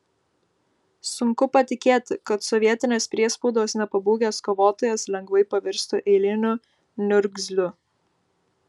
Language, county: Lithuanian, Vilnius